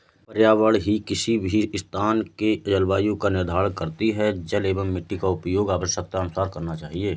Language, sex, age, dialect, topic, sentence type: Hindi, male, 18-24, Awadhi Bundeli, agriculture, statement